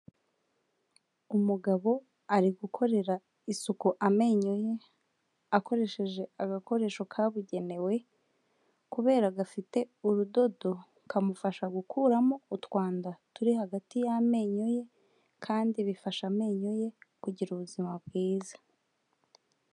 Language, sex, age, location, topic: Kinyarwanda, female, 25-35, Kigali, health